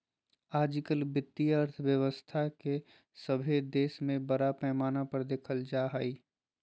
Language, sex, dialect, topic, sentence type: Magahi, male, Southern, banking, statement